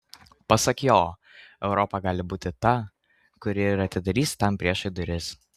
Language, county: Lithuanian, Kaunas